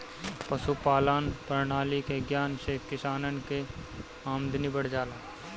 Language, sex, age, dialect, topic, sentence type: Bhojpuri, male, 25-30, Northern, agriculture, statement